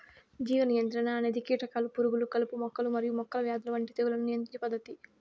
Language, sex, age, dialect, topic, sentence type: Telugu, female, 56-60, Southern, agriculture, statement